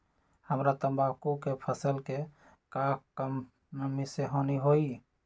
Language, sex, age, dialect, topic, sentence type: Magahi, male, 25-30, Western, agriculture, question